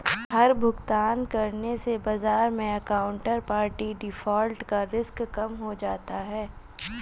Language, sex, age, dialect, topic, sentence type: Hindi, female, 25-30, Awadhi Bundeli, banking, statement